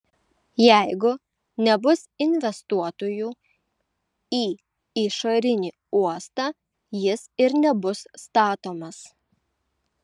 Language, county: Lithuanian, Šiauliai